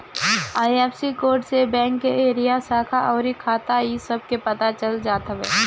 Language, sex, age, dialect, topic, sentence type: Bhojpuri, female, 18-24, Northern, banking, statement